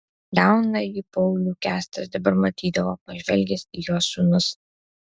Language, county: Lithuanian, Alytus